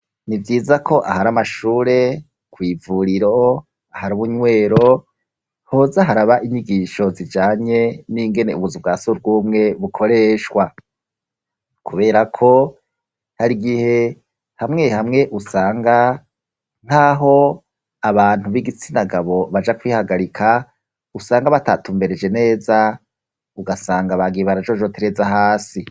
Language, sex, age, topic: Rundi, male, 36-49, education